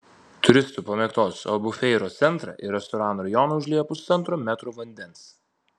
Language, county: Lithuanian, Vilnius